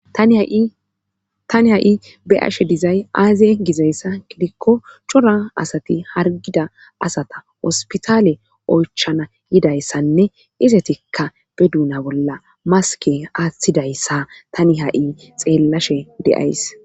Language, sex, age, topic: Gamo, female, 25-35, government